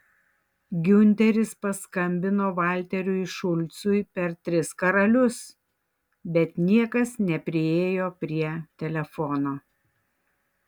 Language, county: Lithuanian, Tauragė